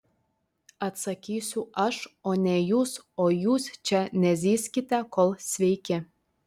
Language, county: Lithuanian, Telšiai